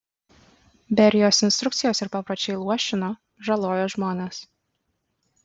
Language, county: Lithuanian, Kaunas